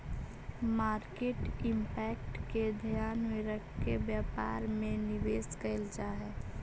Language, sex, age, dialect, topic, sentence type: Magahi, female, 18-24, Central/Standard, banking, statement